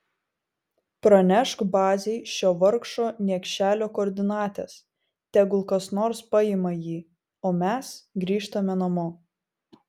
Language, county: Lithuanian, Vilnius